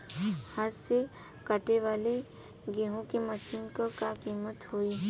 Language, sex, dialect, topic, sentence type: Bhojpuri, female, Western, agriculture, question